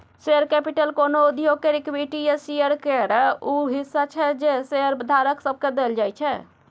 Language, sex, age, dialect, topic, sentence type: Maithili, female, 60-100, Bajjika, banking, statement